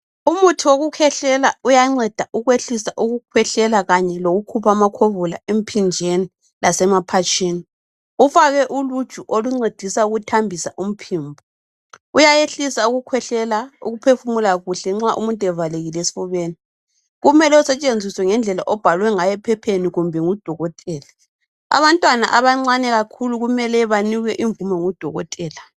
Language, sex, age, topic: North Ndebele, female, 25-35, health